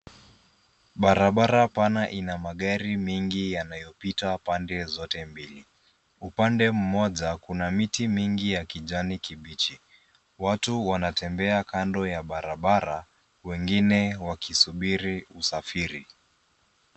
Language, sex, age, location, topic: Swahili, male, 18-24, Nairobi, government